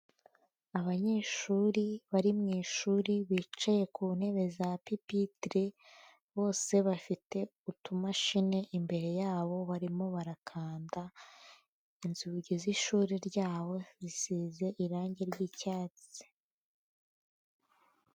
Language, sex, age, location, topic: Kinyarwanda, female, 18-24, Huye, education